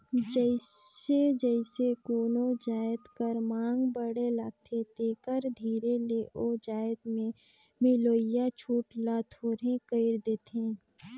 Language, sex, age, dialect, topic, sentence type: Chhattisgarhi, female, 18-24, Northern/Bhandar, banking, statement